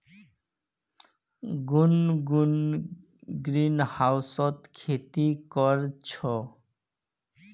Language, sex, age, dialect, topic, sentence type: Magahi, male, 31-35, Northeastern/Surjapuri, agriculture, statement